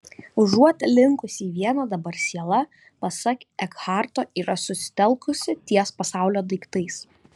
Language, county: Lithuanian, Kaunas